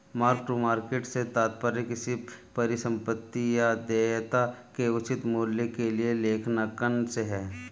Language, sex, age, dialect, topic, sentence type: Hindi, male, 36-40, Marwari Dhudhari, banking, statement